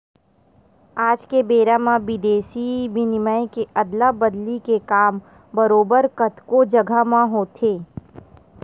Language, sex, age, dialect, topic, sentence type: Chhattisgarhi, female, 25-30, Western/Budati/Khatahi, banking, statement